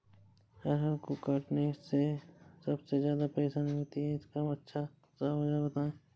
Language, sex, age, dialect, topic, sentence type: Hindi, male, 18-24, Awadhi Bundeli, agriculture, question